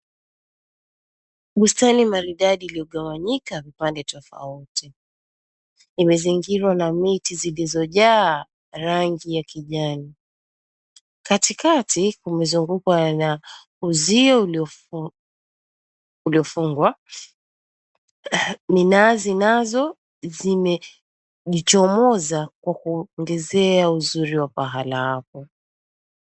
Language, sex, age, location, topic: Swahili, female, 25-35, Mombasa, government